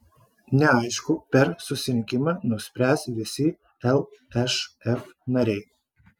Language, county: Lithuanian, Klaipėda